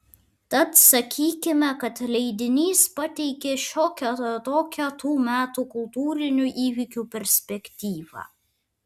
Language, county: Lithuanian, Vilnius